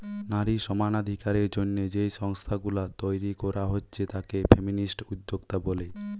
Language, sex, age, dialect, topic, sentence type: Bengali, male, 18-24, Western, banking, statement